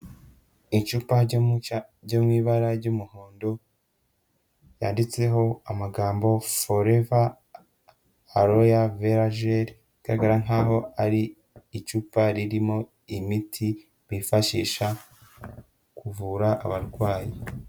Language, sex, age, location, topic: Kinyarwanda, female, 25-35, Huye, health